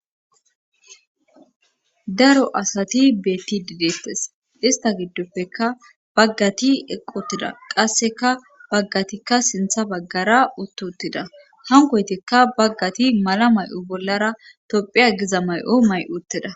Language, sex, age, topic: Gamo, female, 18-24, government